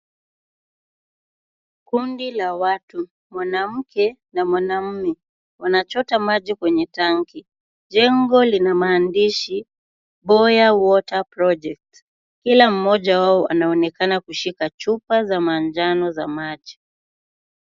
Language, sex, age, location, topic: Swahili, female, 18-24, Kisumu, health